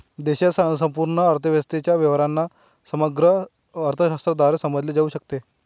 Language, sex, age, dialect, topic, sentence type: Marathi, male, 25-30, Northern Konkan, banking, statement